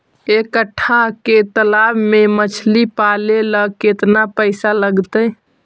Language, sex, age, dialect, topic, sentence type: Magahi, female, 18-24, Central/Standard, agriculture, question